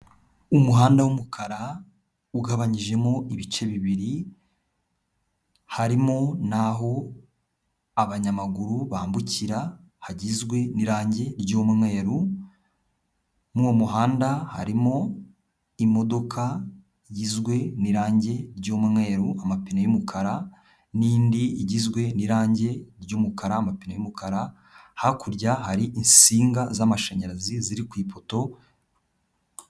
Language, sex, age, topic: Kinyarwanda, male, 18-24, government